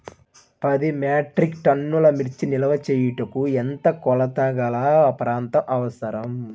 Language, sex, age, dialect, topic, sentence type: Telugu, male, 18-24, Central/Coastal, agriculture, question